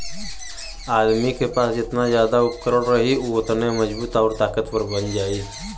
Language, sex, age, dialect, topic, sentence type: Bhojpuri, male, 25-30, Western, banking, statement